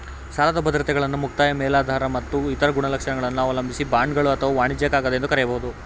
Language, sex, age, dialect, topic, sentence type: Kannada, male, 18-24, Mysore Kannada, banking, statement